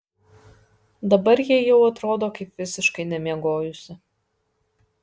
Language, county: Lithuanian, Kaunas